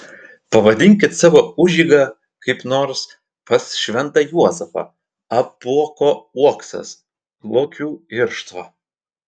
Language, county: Lithuanian, Klaipėda